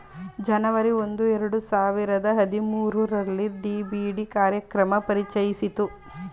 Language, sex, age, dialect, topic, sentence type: Kannada, female, 25-30, Mysore Kannada, banking, statement